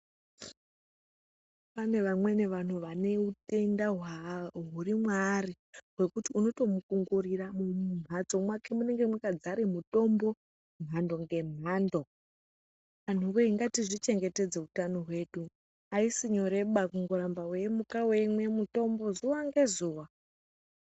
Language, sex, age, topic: Ndau, female, 36-49, health